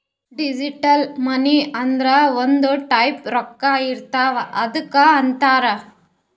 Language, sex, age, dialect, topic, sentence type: Kannada, female, 18-24, Northeastern, banking, statement